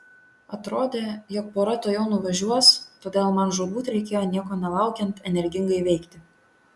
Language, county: Lithuanian, Tauragė